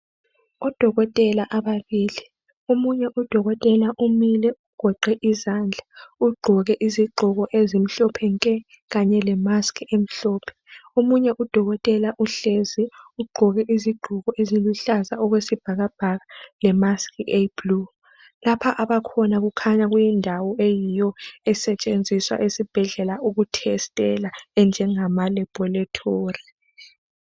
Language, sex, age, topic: North Ndebele, female, 18-24, health